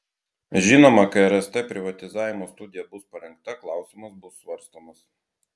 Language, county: Lithuanian, Klaipėda